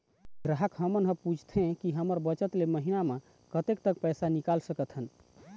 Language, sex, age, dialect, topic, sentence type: Chhattisgarhi, male, 31-35, Eastern, banking, question